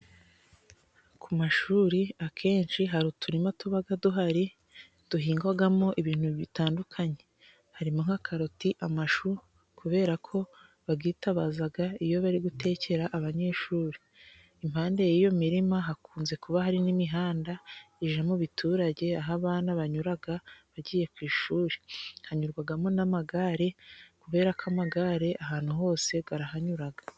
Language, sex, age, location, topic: Kinyarwanda, female, 25-35, Musanze, agriculture